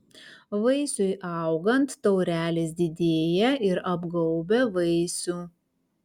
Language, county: Lithuanian, Kaunas